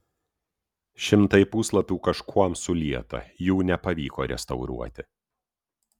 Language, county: Lithuanian, Utena